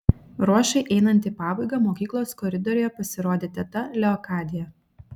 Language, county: Lithuanian, Šiauliai